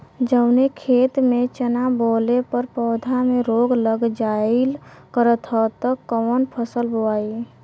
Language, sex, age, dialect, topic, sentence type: Bhojpuri, female, 18-24, Western, agriculture, question